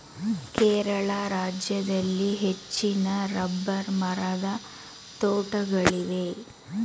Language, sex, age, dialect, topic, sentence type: Kannada, female, 36-40, Mysore Kannada, agriculture, statement